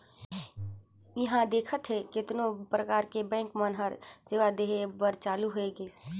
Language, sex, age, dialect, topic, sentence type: Chhattisgarhi, female, 25-30, Northern/Bhandar, banking, statement